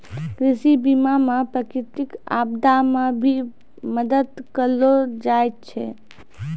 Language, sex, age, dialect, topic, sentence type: Maithili, female, 56-60, Angika, agriculture, statement